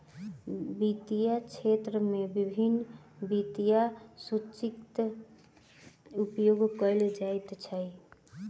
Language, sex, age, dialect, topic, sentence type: Maithili, female, 18-24, Southern/Standard, banking, statement